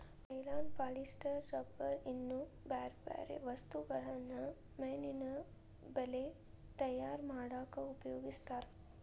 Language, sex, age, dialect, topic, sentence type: Kannada, female, 25-30, Dharwad Kannada, agriculture, statement